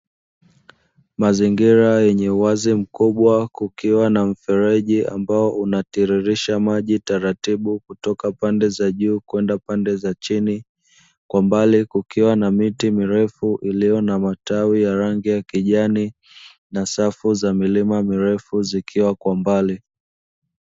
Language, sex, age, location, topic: Swahili, male, 25-35, Dar es Salaam, agriculture